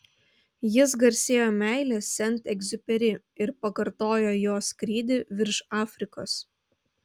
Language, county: Lithuanian, Vilnius